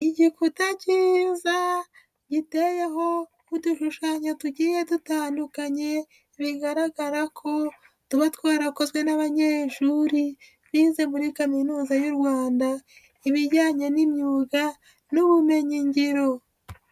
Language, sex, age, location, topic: Kinyarwanda, female, 25-35, Nyagatare, education